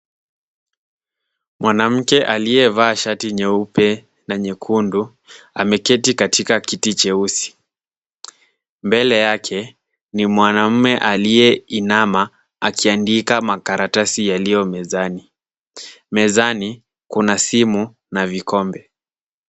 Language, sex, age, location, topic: Swahili, male, 18-24, Kisumu, government